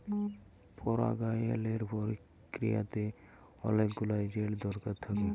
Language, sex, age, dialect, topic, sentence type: Bengali, male, 18-24, Jharkhandi, agriculture, statement